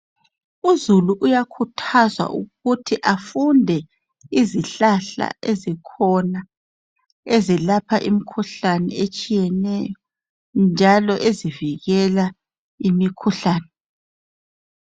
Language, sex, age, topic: North Ndebele, female, 36-49, health